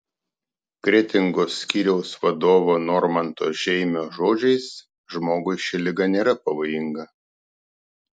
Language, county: Lithuanian, Klaipėda